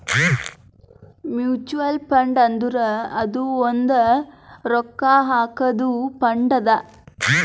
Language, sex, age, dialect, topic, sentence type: Kannada, female, 18-24, Northeastern, banking, statement